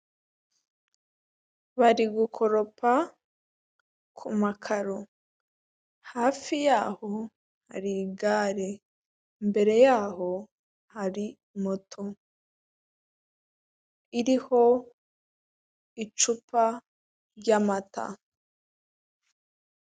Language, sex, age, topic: Kinyarwanda, female, 18-24, finance